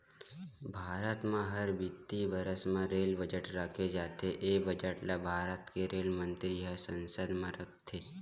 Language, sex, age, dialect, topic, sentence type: Chhattisgarhi, male, 18-24, Western/Budati/Khatahi, banking, statement